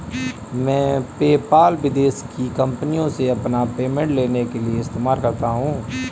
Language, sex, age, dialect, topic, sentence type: Hindi, male, 25-30, Kanauji Braj Bhasha, banking, statement